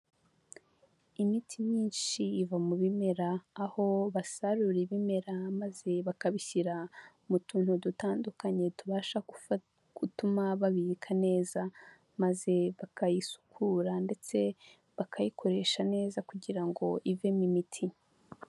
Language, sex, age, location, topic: Kinyarwanda, female, 25-35, Huye, health